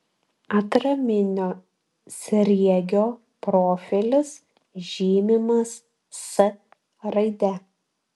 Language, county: Lithuanian, Klaipėda